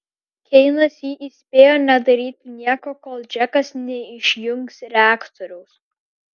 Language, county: Lithuanian, Kaunas